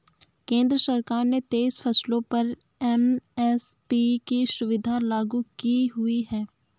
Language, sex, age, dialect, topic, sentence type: Hindi, female, 25-30, Awadhi Bundeli, agriculture, statement